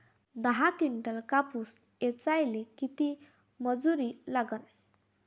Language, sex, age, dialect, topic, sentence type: Marathi, female, 18-24, Varhadi, agriculture, question